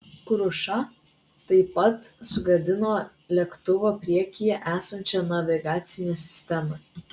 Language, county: Lithuanian, Vilnius